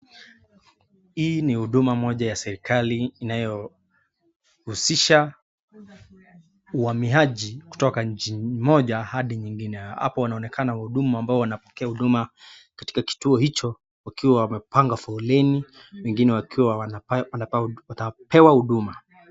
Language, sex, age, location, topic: Swahili, male, 25-35, Nakuru, government